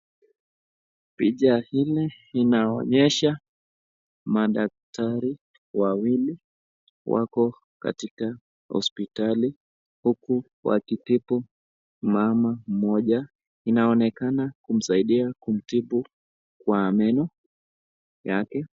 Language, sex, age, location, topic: Swahili, male, 25-35, Nakuru, health